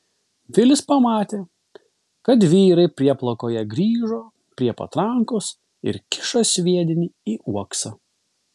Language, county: Lithuanian, Vilnius